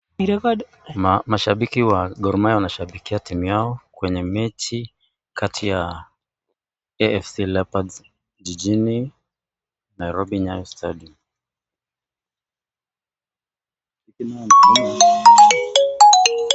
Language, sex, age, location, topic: Swahili, female, 36-49, Nakuru, government